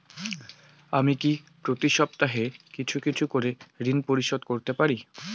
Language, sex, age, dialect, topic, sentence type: Bengali, male, 18-24, Rajbangshi, banking, question